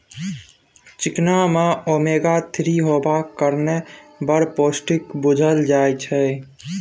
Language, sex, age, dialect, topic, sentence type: Maithili, male, 18-24, Bajjika, agriculture, statement